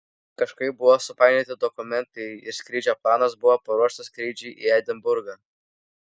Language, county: Lithuanian, Vilnius